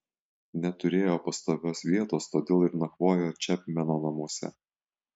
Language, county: Lithuanian, Alytus